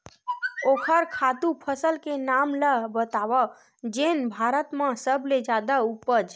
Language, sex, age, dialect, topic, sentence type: Chhattisgarhi, female, 60-100, Western/Budati/Khatahi, agriculture, question